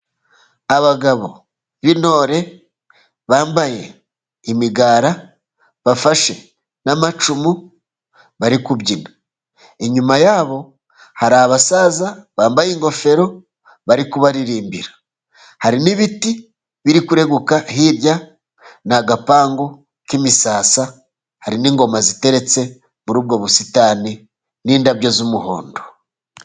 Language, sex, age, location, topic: Kinyarwanda, male, 36-49, Musanze, government